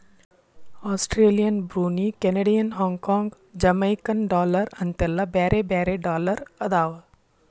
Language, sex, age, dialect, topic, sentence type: Kannada, female, 41-45, Dharwad Kannada, banking, statement